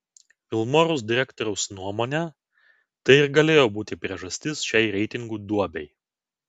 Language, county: Lithuanian, Vilnius